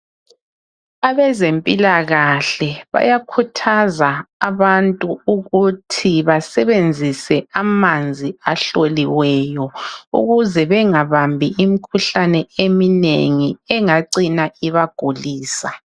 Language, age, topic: North Ndebele, 36-49, health